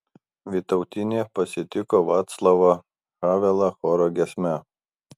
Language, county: Lithuanian, Kaunas